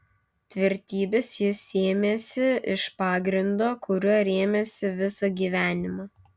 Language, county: Lithuanian, Kaunas